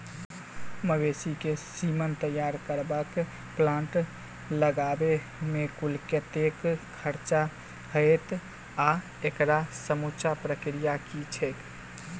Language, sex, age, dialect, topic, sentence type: Maithili, male, 18-24, Southern/Standard, agriculture, question